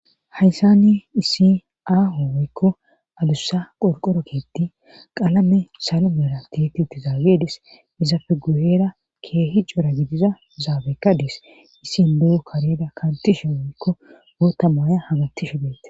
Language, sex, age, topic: Gamo, female, 25-35, government